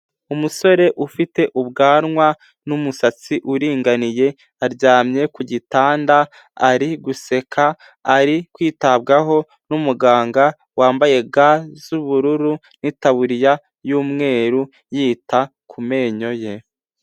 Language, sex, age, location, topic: Kinyarwanda, male, 18-24, Huye, health